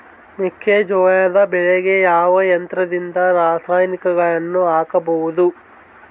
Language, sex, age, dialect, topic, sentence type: Kannada, male, 18-24, Central, agriculture, question